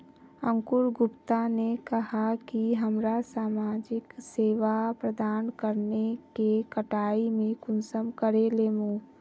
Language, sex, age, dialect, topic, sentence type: Magahi, female, 18-24, Northeastern/Surjapuri, agriculture, question